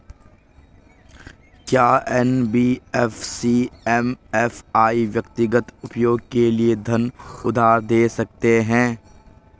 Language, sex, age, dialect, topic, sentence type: Hindi, male, 18-24, Garhwali, banking, question